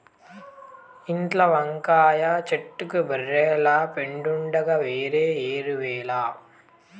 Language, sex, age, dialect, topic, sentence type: Telugu, male, 18-24, Southern, agriculture, statement